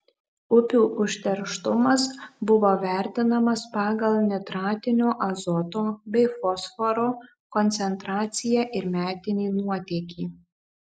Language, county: Lithuanian, Marijampolė